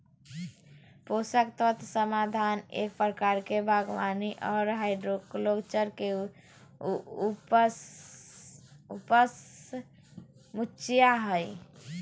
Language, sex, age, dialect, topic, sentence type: Magahi, female, 31-35, Southern, agriculture, statement